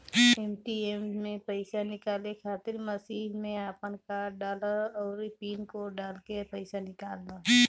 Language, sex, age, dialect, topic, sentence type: Bhojpuri, female, 25-30, Northern, banking, statement